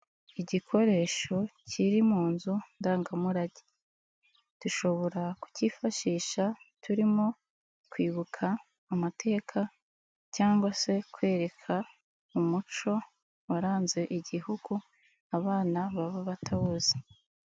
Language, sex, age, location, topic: Kinyarwanda, female, 18-24, Nyagatare, government